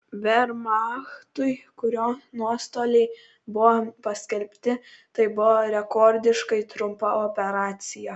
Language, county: Lithuanian, Kaunas